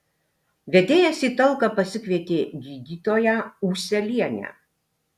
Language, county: Lithuanian, Alytus